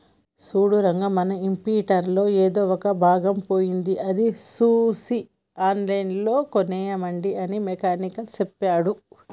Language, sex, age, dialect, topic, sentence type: Telugu, female, 31-35, Telangana, agriculture, statement